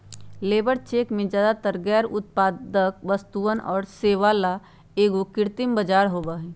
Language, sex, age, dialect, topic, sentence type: Magahi, female, 46-50, Western, banking, statement